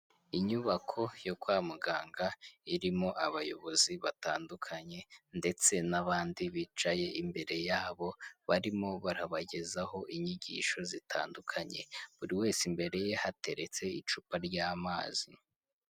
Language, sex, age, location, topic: Kinyarwanda, male, 18-24, Huye, health